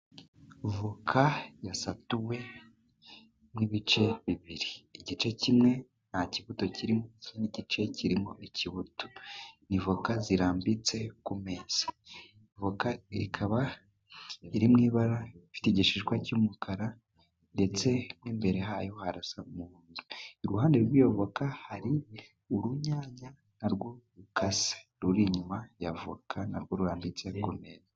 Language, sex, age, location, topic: Kinyarwanda, male, 18-24, Musanze, agriculture